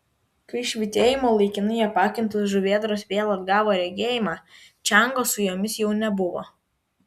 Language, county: Lithuanian, Vilnius